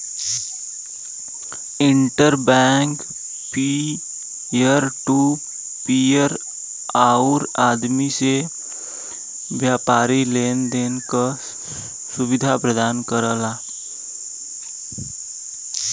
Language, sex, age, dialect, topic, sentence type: Bhojpuri, male, 18-24, Western, banking, statement